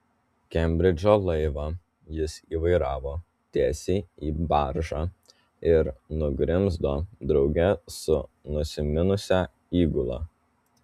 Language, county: Lithuanian, Telšiai